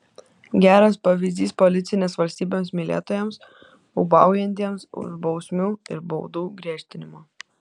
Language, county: Lithuanian, Kaunas